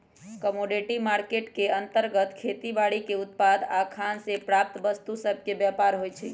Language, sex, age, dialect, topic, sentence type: Magahi, female, 25-30, Western, banking, statement